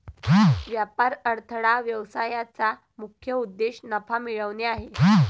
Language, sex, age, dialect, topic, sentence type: Marathi, female, 18-24, Varhadi, banking, statement